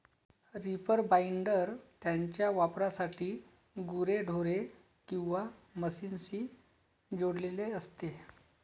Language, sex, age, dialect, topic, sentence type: Marathi, male, 31-35, Varhadi, agriculture, statement